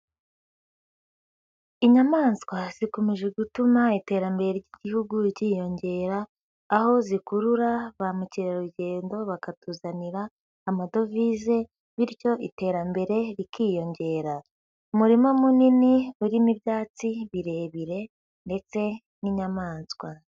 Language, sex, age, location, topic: Kinyarwanda, female, 18-24, Huye, agriculture